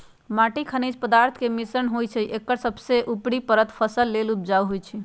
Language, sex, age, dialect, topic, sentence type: Magahi, female, 56-60, Western, agriculture, statement